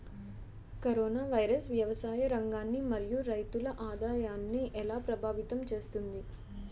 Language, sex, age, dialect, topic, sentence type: Telugu, female, 18-24, Utterandhra, agriculture, question